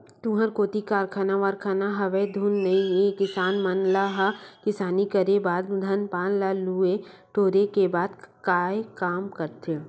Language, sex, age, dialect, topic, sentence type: Chhattisgarhi, female, 31-35, Western/Budati/Khatahi, agriculture, statement